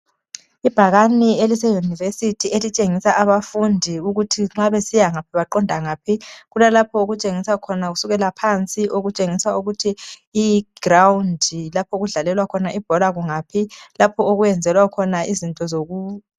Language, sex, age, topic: North Ndebele, male, 25-35, education